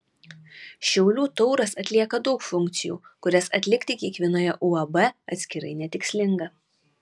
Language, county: Lithuanian, Utena